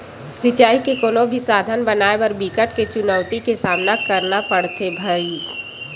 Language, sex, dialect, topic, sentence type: Chhattisgarhi, female, Western/Budati/Khatahi, agriculture, statement